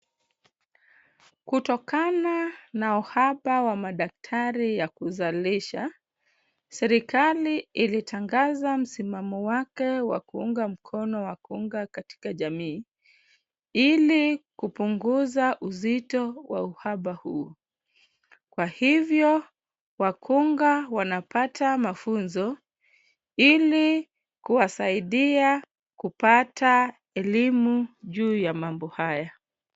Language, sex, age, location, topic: Swahili, female, 25-35, Kisumu, health